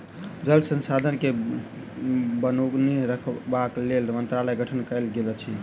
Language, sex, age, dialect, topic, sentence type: Maithili, male, 18-24, Southern/Standard, agriculture, statement